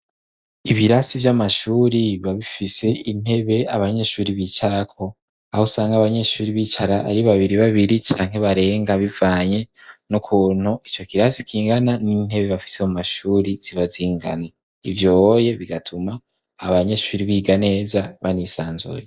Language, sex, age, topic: Rundi, male, 18-24, education